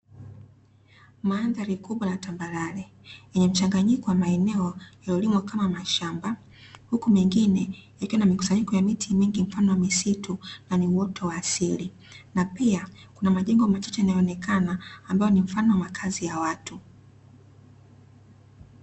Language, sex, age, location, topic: Swahili, female, 25-35, Dar es Salaam, agriculture